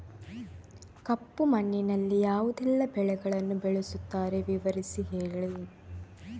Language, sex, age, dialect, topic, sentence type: Kannada, female, 31-35, Coastal/Dakshin, agriculture, question